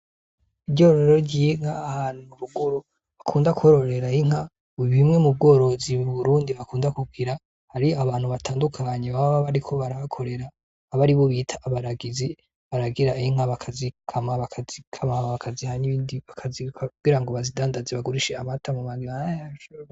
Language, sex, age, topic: Rundi, male, 25-35, agriculture